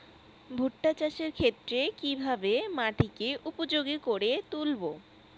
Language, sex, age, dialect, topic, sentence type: Bengali, female, 18-24, Rajbangshi, agriculture, question